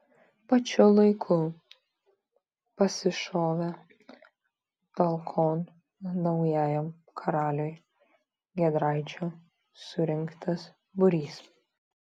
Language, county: Lithuanian, Vilnius